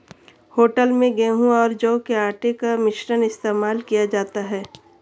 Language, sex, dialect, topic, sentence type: Hindi, female, Marwari Dhudhari, agriculture, statement